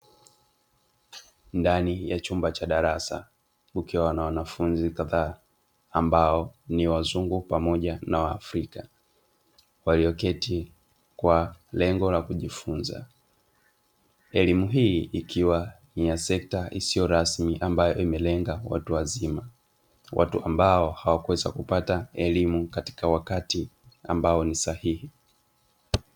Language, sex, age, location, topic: Swahili, male, 25-35, Dar es Salaam, education